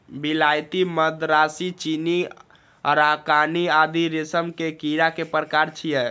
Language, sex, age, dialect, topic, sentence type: Maithili, male, 31-35, Eastern / Thethi, agriculture, statement